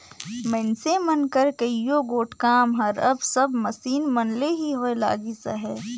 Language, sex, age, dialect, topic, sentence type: Chhattisgarhi, female, 18-24, Northern/Bhandar, agriculture, statement